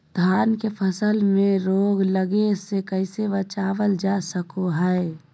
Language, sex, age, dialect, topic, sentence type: Magahi, female, 46-50, Southern, agriculture, question